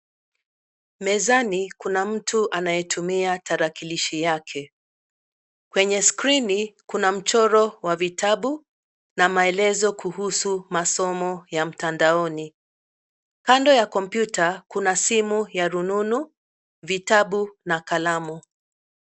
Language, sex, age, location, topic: Swahili, female, 50+, Nairobi, education